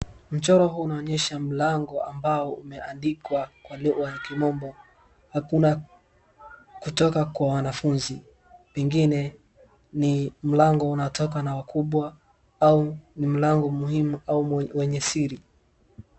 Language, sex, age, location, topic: Swahili, male, 18-24, Wajir, education